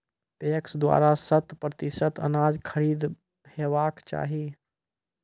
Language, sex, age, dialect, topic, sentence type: Maithili, male, 18-24, Angika, agriculture, question